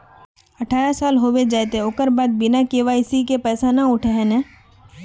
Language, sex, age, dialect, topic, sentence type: Magahi, female, 25-30, Northeastern/Surjapuri, banking, question